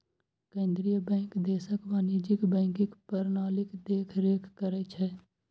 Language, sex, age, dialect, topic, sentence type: Maithili, male, 18-24, Eastern / Thethi, banking, statement